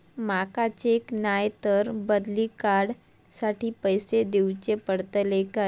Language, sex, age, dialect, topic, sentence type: Marathi, male, 18-24, Southern Konkan, banking, question